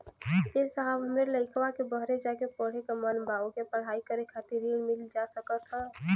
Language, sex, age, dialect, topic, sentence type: Bhojpuri, female, 25-30, Western, banking, question